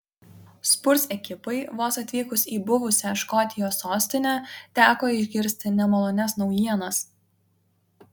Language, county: Lithuanian, Kaunas